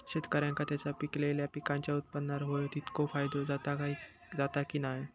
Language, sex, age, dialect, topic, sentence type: Marathi, male, 60-100, Southern Konkan, agriculture, question